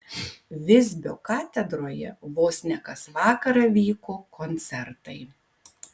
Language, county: Lithuanian, Kaunas